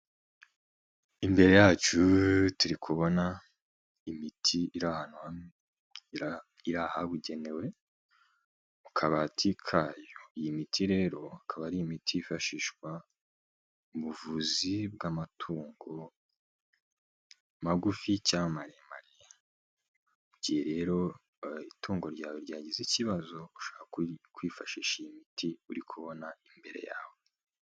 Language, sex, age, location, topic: Kinyarwanda, male, 18-24, Nyagatare, agriculture